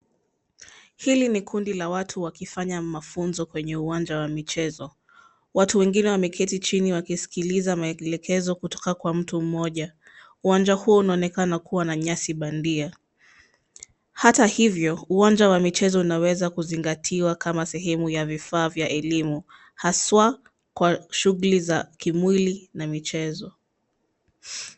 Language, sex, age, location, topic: Swahili, female, 25-35, Nairobi, education